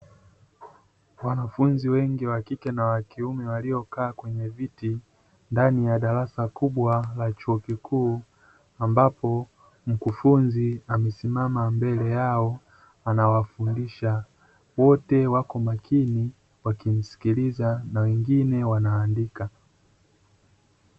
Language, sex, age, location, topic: Swahili, male, 25-35, Dar es Salaam, education